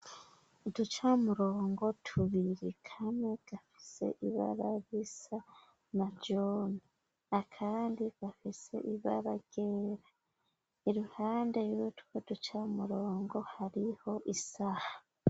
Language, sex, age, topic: Rundi, male, 18-24, education